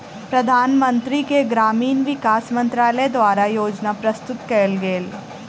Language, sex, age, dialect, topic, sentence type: Maithili, female, 18-24, Southern/Standard, agriculture, statement